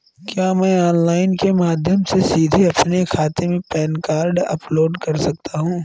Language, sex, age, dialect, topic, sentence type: Hindi, male, 31-35, Awadhi Bundeli, banking, question